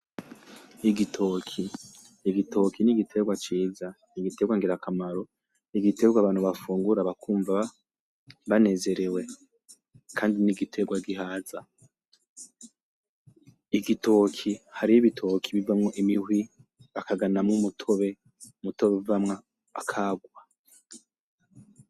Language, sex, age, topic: Rundi, male, 25-35, agriculture